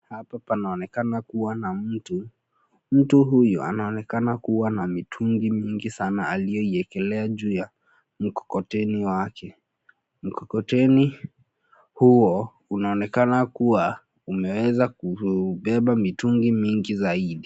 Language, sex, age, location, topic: Swahili, male, 18-24, Nairobi, government